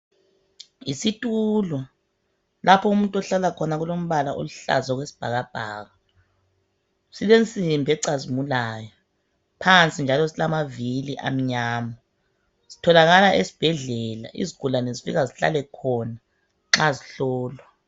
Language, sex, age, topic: North Ndebele, male, 50+, health